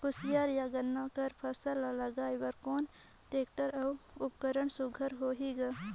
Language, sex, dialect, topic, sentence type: Chhattisgarhi, female, Northern/Bhandar, agriculture, question